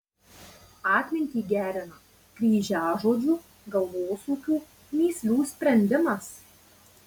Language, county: Lithuanian, Marijampolė